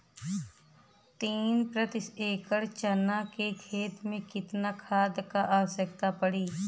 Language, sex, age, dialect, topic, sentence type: Bhojpuri, female, 31-35, Western, agriculture, question